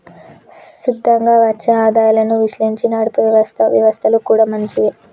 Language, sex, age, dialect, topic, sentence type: Telugu, female, 18-24, Telangana, banking, statement